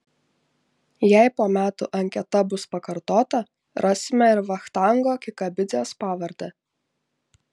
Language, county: Lithuanian, Šiauliai